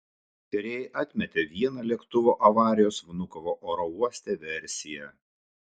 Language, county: Lithuanian, Šiauliai